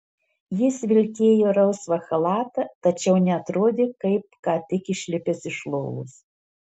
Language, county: Lithuanian, Marijampolė